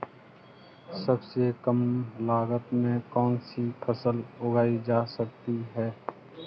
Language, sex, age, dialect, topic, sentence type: Hindi, male, 25-30, Garhwali, agriculture, question